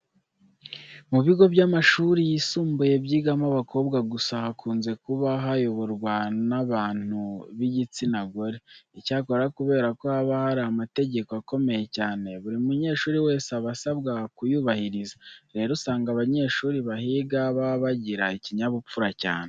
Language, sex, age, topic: Kinyarwanda, male, 18-24, education